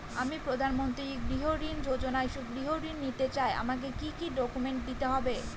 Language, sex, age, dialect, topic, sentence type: Bengali, female, 18-24, Northern/Varendri, banking, question